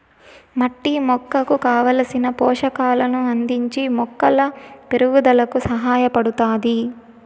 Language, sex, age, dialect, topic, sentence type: Telugu, female, 18-24, Southern, agriculture, statement